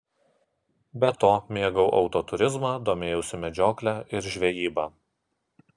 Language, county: Lithuanian, Kaunas